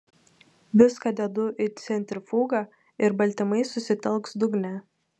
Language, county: Lithuanian, Telšiai